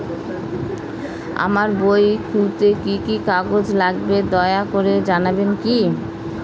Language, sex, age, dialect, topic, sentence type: Bengali, female, 31-35, Northern/Varendri, banking, question